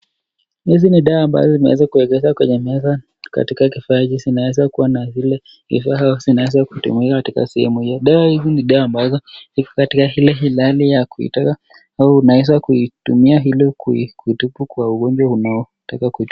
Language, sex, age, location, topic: Swahili, male, 36-49, Nakuru, health